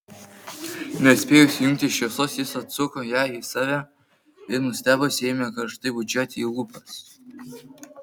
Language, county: Lithuanian, Kaunas